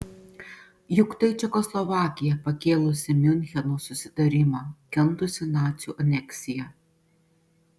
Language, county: Lithuanian, Panevėžys